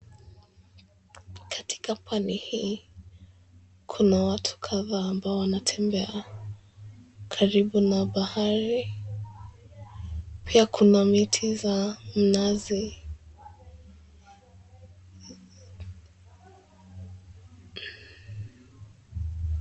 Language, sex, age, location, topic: Swahili, female, 18-24, Mombasa, government